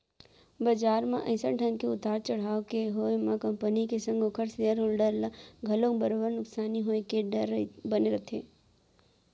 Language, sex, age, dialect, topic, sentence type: Chhattisgarhi, female, 18-24, Central, banking, statement